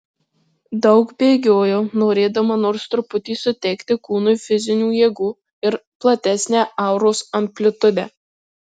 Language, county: Lithuanian, Marijampolė